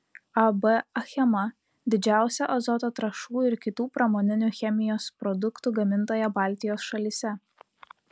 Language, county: Lithuanian, Utena